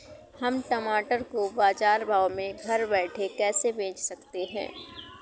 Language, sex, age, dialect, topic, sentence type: Hindi, female, 18-24, Awadhi Bundeli, agriculture, question